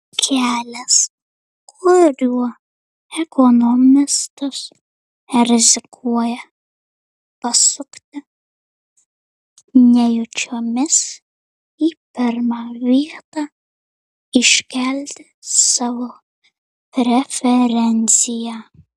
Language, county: Lithuanian, Marijampolė